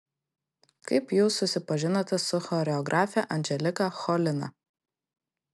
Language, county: Lithuanian, Klaipėda